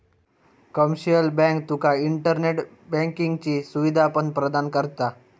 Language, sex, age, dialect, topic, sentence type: Marathi, male, 18-24, Southern Konkan, banking, statement